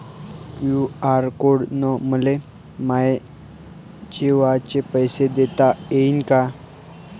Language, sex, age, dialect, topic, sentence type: Marathi, male, 18-24, Varhadi, banking, question